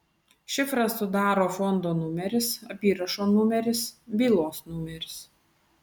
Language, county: Lithuanian, Vilnius